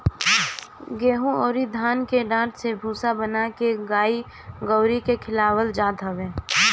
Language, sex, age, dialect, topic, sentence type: Bhojpuri, female, 18-24, Northern, agriculture, statement